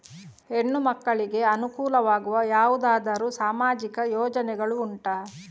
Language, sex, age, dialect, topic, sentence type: Kannada, female, 18-24, Coastal/Dakshin, banking, statement